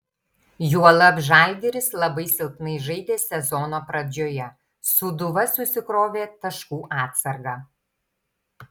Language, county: Lithuanian, Tauragė